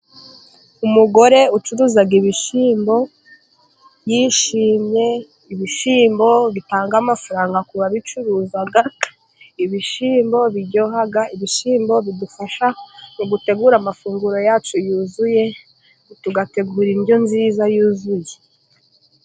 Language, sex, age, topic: Kinyarwanda, female, 18-24, agriculture